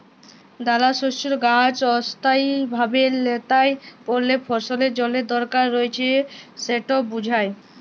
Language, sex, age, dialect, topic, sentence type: Bengali, female, <18, Jharkhandi, agriculture, statement